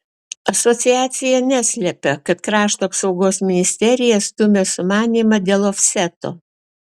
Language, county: Lithuanian, Alytus